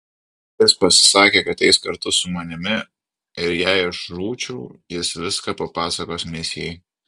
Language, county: Lithuanian, Vilnius